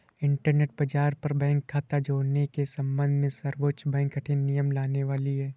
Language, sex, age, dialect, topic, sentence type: Hindi, male, 25-30, Awadhi Bundeli, banking, statement